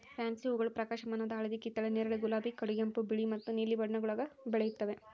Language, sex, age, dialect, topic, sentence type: Kannada, female, 41-45, Central, agriculture, statement